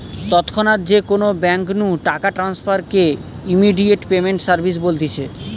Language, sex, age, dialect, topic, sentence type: Bengali, male, 18-24, Western, banking, statement